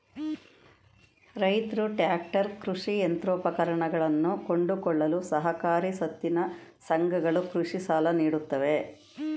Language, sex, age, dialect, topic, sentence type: Kannada, female, 56-60, Mysore Kannada, agriculture, statement